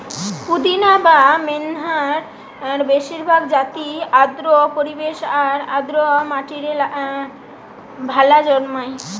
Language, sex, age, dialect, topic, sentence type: Bengali, female, 18-24, Western, agriculture, statement